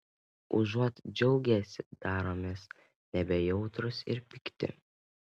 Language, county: Lithuanian, Panevėžys